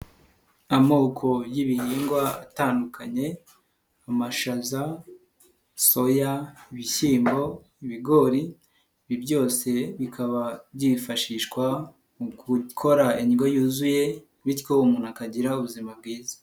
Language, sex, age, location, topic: Kinyarwanda, male, 18-24, Nyagatare, agriculture